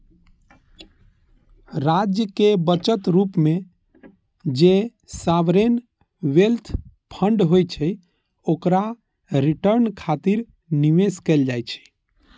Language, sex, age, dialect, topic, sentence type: Maithili, male, 31-35, Eastern / Thethi, banking, statement